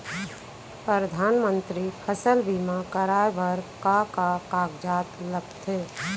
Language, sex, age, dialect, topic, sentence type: Chhattisgarhi, female, 41-45, Central, banking, question